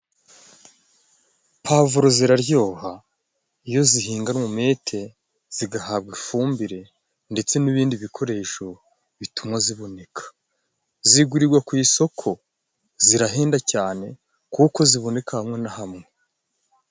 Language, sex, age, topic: Kinyarwanda, male, 25-35, agriculture